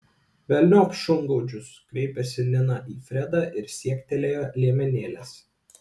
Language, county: Lithuanian, Kaunas